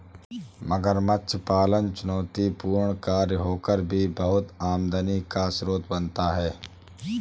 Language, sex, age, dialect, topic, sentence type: Hindi, male, 18-24, Awadhi Bundeli, agriculture, statement